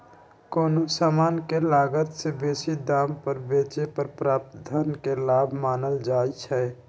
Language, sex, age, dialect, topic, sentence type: Magahi, male, 60-100, Western, banking, statement